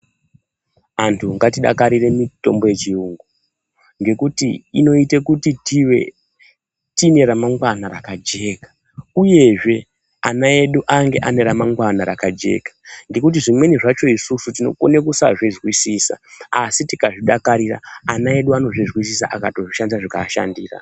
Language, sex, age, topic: Ndau, male, 25-35, health